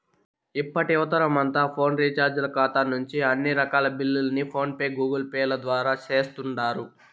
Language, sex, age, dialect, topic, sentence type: Telugu, male, 51-55, Southern, banking, statement